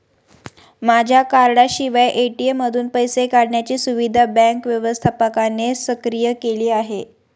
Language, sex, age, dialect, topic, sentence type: Marathi, female, 18-24, Standard Marathi, banking, statement